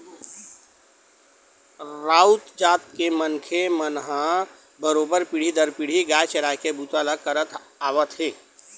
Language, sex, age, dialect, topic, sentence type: Chhattisgarhi, male, 18-24, Western/Budati/Khatahi, banking, statement